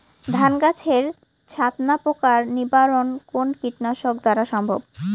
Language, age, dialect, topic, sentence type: Bengali, 25-30, Rajbangshi, agriculture, question